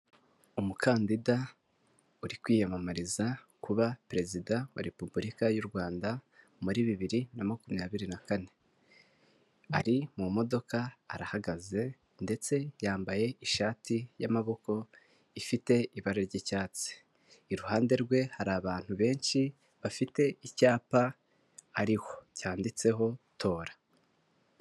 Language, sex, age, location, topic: Kinyarwanda, male, 25-35, Kigali, government